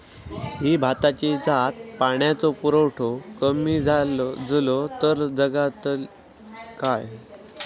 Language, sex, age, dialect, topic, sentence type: Marathi, male, 18-24, Southern Konkan, agriculture, question